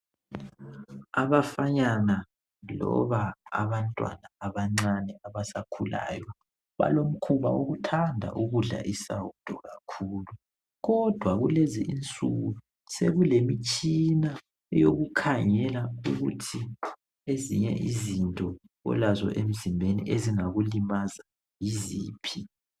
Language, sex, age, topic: North Ndebele, male, 18-24, health